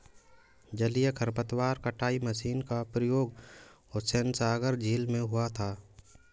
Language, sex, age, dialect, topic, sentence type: Hindi, male, 18-24, Marwari Dhudhari, agriculture, statement